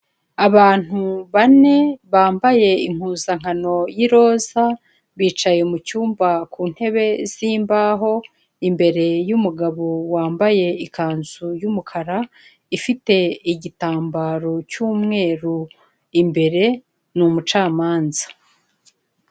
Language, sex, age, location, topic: Kinyarwanda, female, 25-35, Kigali, government